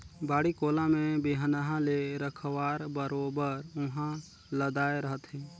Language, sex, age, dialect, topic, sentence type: Chhattisgarhi, male, 31-35, Northern/Bhandar, agriculture, statement